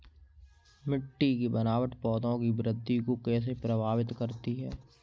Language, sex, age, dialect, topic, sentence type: Hindi, male, 18-24, Kanauji Braj Bhasha, agriculture, statement